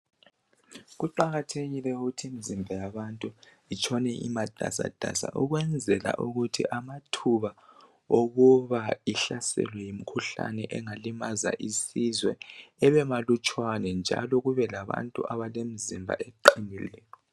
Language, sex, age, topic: North Ndebele, male, 18-24, health